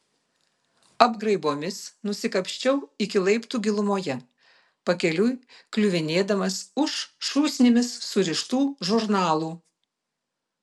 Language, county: Lithuanian, Vilnius